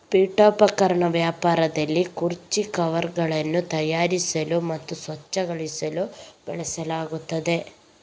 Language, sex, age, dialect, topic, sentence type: Kannada, female, 18-24, Coastal/Dakshin, agriculture, statement